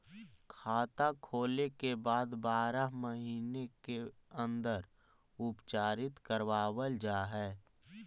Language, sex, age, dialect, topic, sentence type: Magahi, male, 18-24, Central/Standard, banking, question